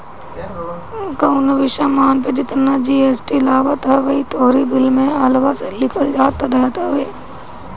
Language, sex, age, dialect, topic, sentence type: Bhojpuri, female, 18-24, Northern, banking, statement